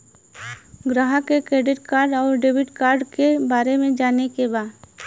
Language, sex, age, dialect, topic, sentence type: Bhojpuri, female, 31-35, Western, banking, question